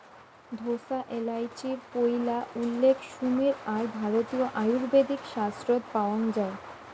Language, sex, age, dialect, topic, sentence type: Bengali, female, 18-24, Rajbangshi, agriculture, statement